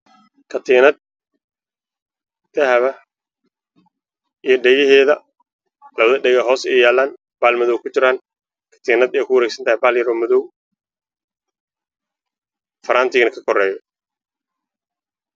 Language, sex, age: Somali, male, 18-24